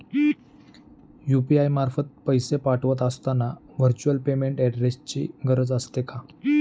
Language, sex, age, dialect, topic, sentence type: Marathi, male, 31-35, Standard Marathi, banking, question